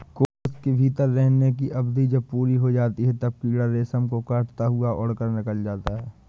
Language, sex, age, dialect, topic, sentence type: Hindi, male, 25-30, Awadhi Bundeli, agriculture, statement